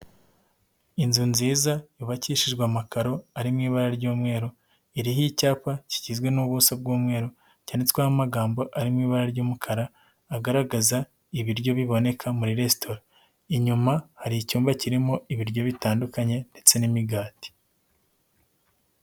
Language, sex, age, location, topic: Kinyarwanda, male, 25-35, Nyagatare, government